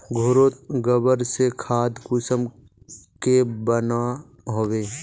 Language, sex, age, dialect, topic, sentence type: Magahi, male, 18-24, Northeastern/Surjapuri, agriculture, question